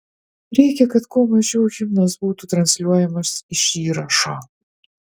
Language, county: Lithuanian, Utena